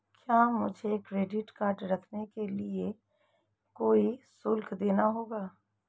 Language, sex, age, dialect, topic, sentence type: Hindi, female, 36-40, Marwari Dhudhari, banking, question